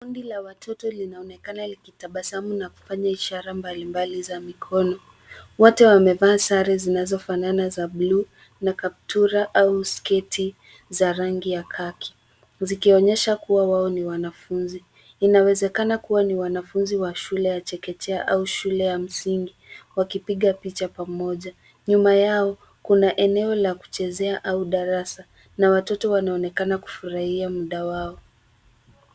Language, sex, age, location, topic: Swahili, female, 18-24, Nairobi, education